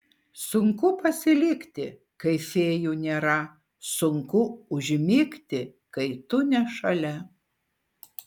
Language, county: Lithuanian, Šiauliai